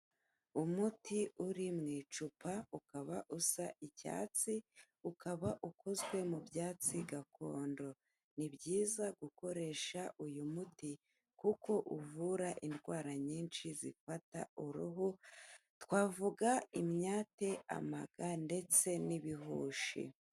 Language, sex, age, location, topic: Kinyarwanda, female, 18-24, Kigali, health